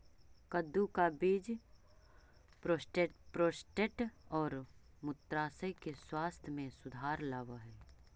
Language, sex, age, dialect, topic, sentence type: Magahi, female, 36-40, Central/Standard, agriculture, statement